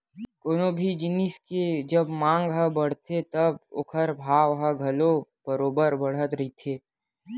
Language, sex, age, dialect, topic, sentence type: Chhattisgarhi, male, 25-30, Western/Budati/Khatahi, banking, statement